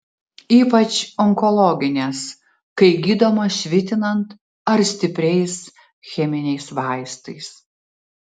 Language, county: Lithuanian, Tauragė